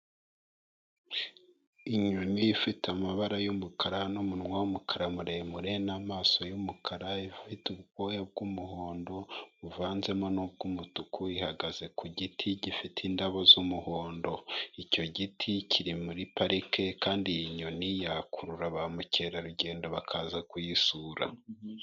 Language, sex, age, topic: Kinyarwanda, male, 25-35, agriculture